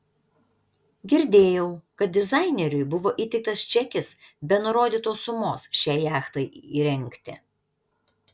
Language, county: Lithuanian, Šiauliai